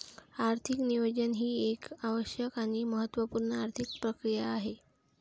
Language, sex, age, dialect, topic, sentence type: Marathi, female, 18-24, Varhadi, banking, statement